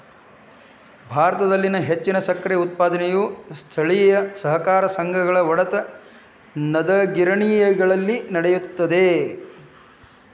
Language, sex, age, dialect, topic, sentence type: Kannada, male, 56-60, Dharwad Kannada, agriculture, statement